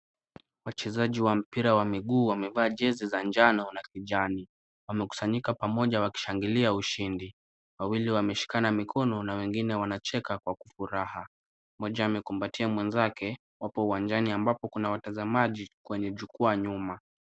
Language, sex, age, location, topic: Swahili, male, 36-49, Kisumu, government